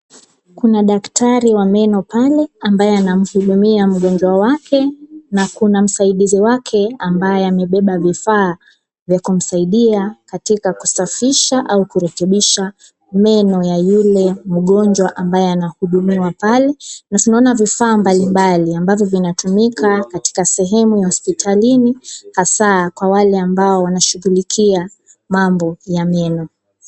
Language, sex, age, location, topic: Swahili, female, 25-35, Kisumu, health